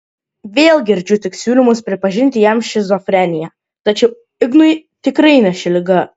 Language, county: Lithuanian, Klaipėda